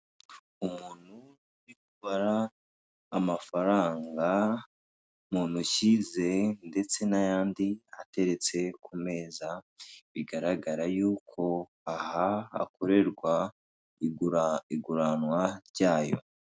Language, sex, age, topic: Kinyarwanda, female, 18-24, finance